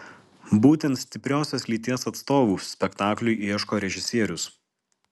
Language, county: Lithuanian, Alytus